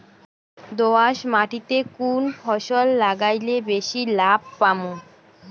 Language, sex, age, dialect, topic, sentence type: Bengali, female, 18-24, Rajbangshi, agriculture, question